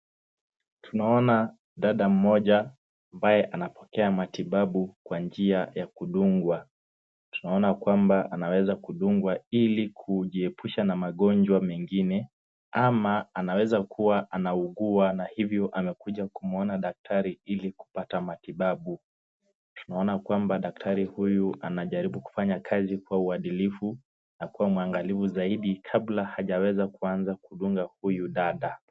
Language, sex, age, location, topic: Swahili, male, 18-24, Nakuru, health